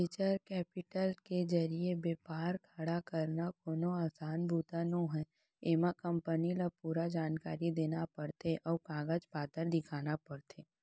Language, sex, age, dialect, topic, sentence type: Chhattisgarhi, female, 18-24, Central, banking, statement